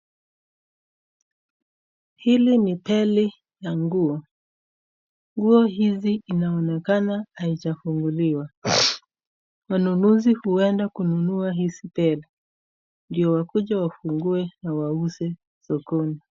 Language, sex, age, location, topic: Swahili, female, 36-49, Nakuru, finance